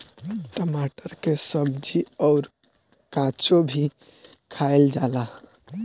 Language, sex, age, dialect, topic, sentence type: Bhojpuri, male, <18, Northern, agriculture, statement